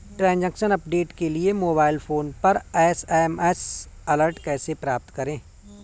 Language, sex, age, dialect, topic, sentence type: Hindi, male, 18-24, Marwari Dhudhari, banking, question